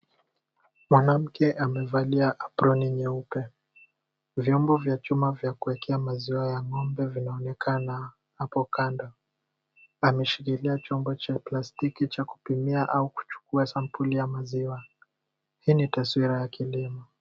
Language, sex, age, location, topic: Swahili, male, 18-24, Kisumu, agriculture